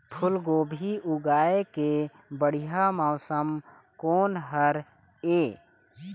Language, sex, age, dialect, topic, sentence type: Chhattisgarhi, male, 36-40, Eastern, agriculture, question